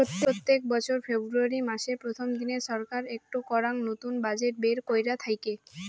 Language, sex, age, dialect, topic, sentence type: Bengali, female, 18-24, Rajbangshi, banking, statement